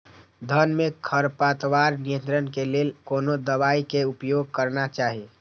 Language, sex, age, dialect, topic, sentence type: Maithili, male, 18-24, Eastern / Thethi, agriculture, question